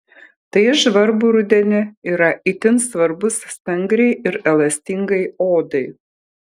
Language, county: Lithuanian, Kaunas